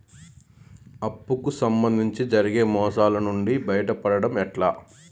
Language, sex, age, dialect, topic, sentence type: Telugu, male, 41-45, Telangana, banking, question